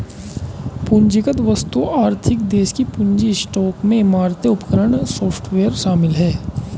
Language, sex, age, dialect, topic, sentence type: Hindi, male, 25-30, Hindustani Malvi Khadi Boli, banking, statement